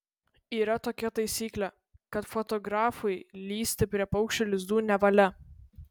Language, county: Lithuanian, Vilnius